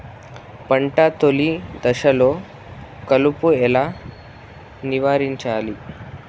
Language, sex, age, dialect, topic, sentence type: Telugu, male, 56-60, Telangana, agriculture, question